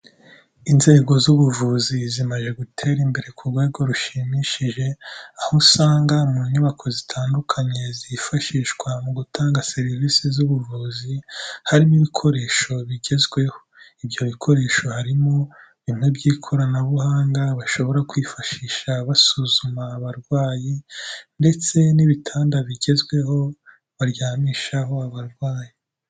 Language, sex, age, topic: Kinyarwanda, male, 18-24, health